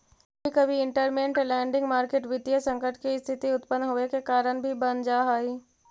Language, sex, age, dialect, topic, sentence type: Magahi, female, 18-24, Central/Standard, banking, statement